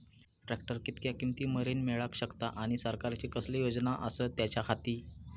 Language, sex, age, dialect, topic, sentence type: Marathi, male, 31-35, Southern Konkan, agriculture, question